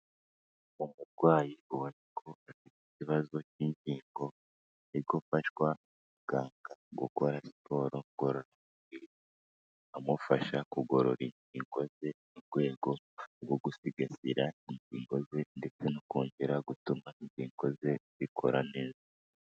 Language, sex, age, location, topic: Kinyarwanda, female, 25-35, Kigali, health